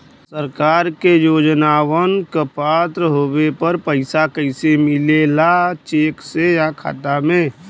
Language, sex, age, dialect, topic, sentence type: Bhojpuri, male, 25-30, Western, banking, question